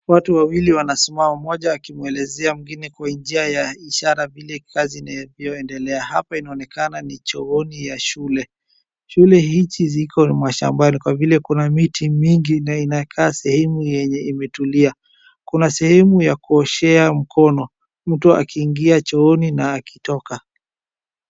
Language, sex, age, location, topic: Swahili, female, 36-49, Wajir, health